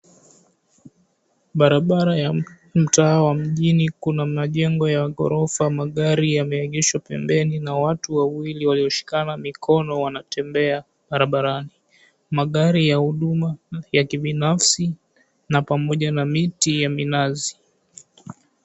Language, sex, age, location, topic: Swahili, male, 18-24, Mombasa, government